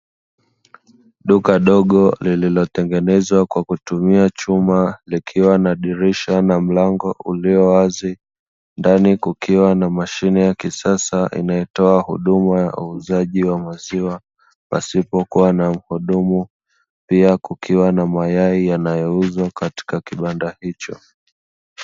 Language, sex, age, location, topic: Swahili, male, 25-35, Dar es Salaam, finance